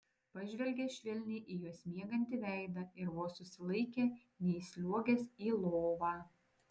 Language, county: Lithuanian, Šiauliai